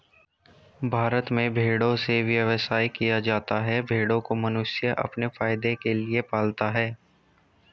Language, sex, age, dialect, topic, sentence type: Hindi, male, 18-24, Hindustani Malvi Khadi Boli, agriculture, statement